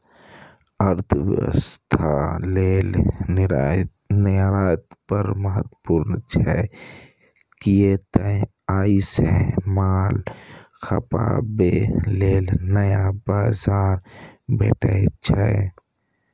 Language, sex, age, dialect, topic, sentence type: Maithili, male, 25-30, Eastern / Thethi, banking, statement